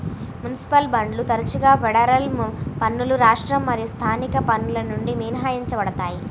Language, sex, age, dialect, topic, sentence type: Telugu, female, 18-24, Central/Coastal, banking, statement